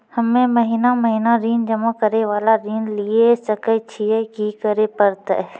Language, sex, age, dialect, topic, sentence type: Maithili, female, 31-35, Angika, banking, question